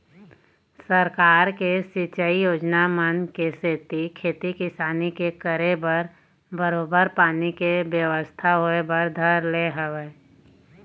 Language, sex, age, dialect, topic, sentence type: Chhattisgarhi, female, 31-35, Eastern, banking, statement